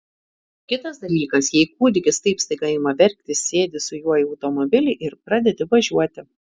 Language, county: Lithuanian, Šiauliai